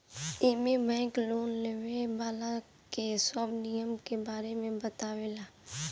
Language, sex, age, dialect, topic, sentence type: Bhojpuri, female, 18-24, Northern, banking, statement